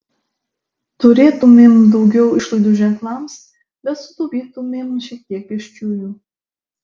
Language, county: Lithuanian, Šiauliai